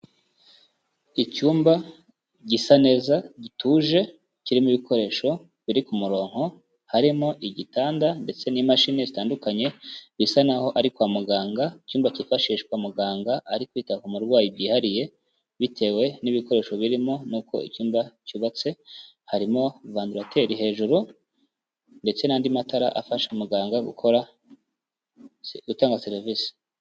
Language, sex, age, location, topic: Kinyarwanda, male, 25-35, Kigali, health